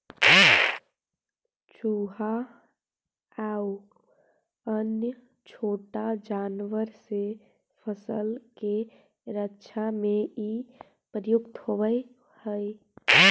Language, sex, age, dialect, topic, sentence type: Magahi, female, 25-30, Central/Standard, banking, statement